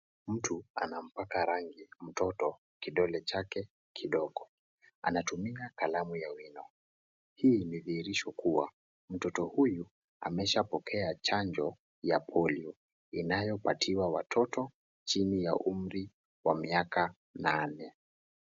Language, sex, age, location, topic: Swahili, male, 18-24, Kisii, health